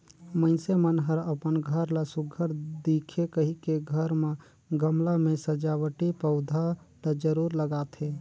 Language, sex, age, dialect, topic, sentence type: Chhattisgarhi, male, 31-35, Northern/Bhandar, agriculture, statement